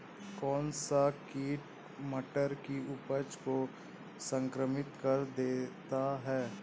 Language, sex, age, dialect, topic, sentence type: Hindi, male, 18-24, Awadhi Bundeli, agriculture, question